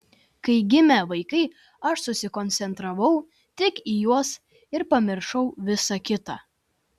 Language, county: Lithuanian, Vilnius